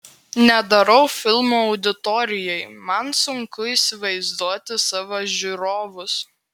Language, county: Lithuanian, Klaipėda